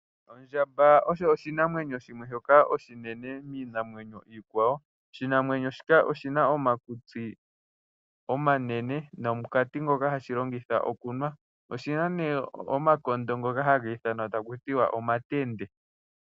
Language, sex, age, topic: Oshiwambo, male, 18-24, agriculture